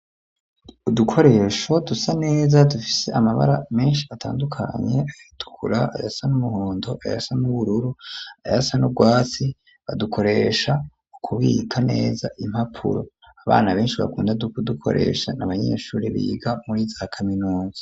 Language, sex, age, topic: Rundi, male, 36-49, education